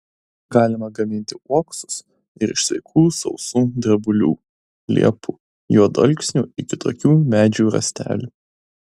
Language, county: Lithuanian, Klaipėda